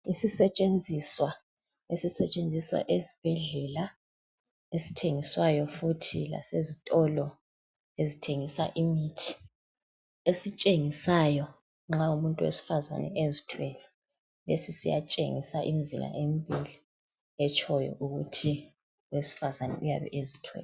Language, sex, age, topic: North Ndebele, female, 25-35, health